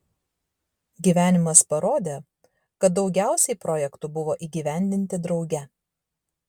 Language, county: Lithuanian, Šiauliai